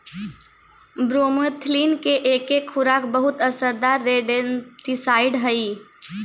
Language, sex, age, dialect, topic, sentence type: Magahi, female, 18-24, Central/Standard, banking, statement